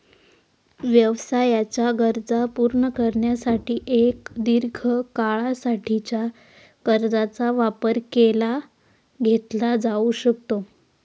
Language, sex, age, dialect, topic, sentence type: Marathi, female, 18-24, Northern Konkan, banking, statement